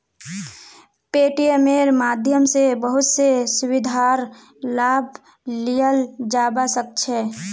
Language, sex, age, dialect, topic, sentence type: Magahi, female, 18-24, Northeastern/Surjapuri, banking, statement